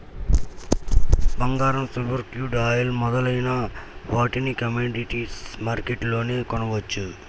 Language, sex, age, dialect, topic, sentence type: Telugu, male, 18-24, Central/Coastal, banking, statement